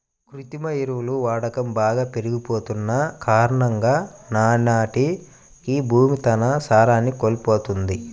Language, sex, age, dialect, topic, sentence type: Telugu, male, 25-30, Central/Coastal, agriculture, statement